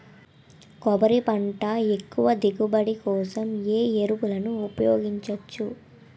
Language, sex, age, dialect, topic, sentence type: Telugu, female, 18-24, Utterandhra, agriculture, question